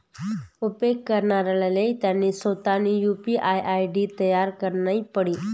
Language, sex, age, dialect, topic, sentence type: Marathi, female, 31-35, Northern Konkan, banking, statement